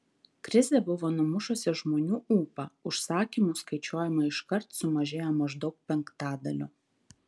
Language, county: Lithuanian, Vilnius